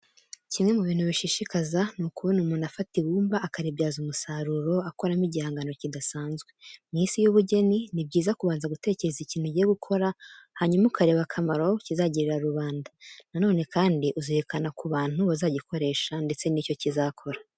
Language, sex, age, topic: Kinyarwanda, female, 18-24, education